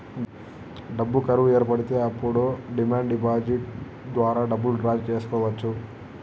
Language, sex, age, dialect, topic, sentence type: Telugu, male, 31-35, Southern, banking, statement